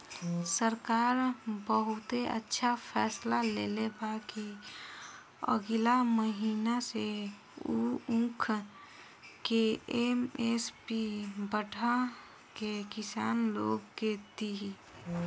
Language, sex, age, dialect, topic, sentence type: Bhojpuri, female, <18, Southern / Standard, agriculture, statement